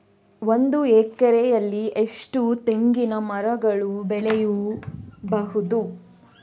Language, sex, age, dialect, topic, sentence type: Kannada, female, 25-30, Coastal/Dakshin, agriculture, question